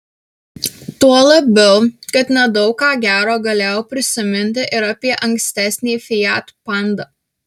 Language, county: Lithuanian, Alytus